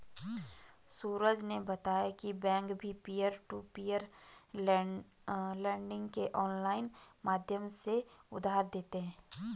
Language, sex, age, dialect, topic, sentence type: Hindi, female, 25-30, Garhwali, banking, statement